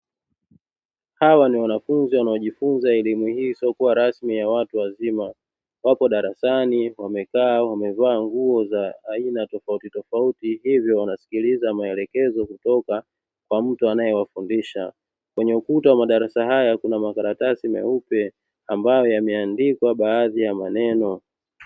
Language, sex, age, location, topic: Swahili, male, 25-35, Dar es Salaam, education